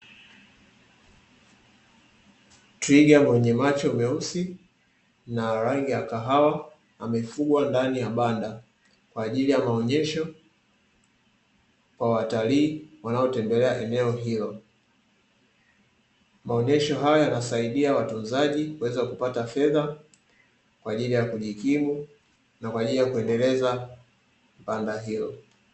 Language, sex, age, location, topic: Swahili, male, 18-24, Dar es Salaam, agriculture